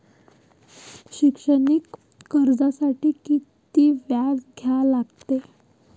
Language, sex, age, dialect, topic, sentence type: Marathi, female, 18-24, Varhadi, banking, statement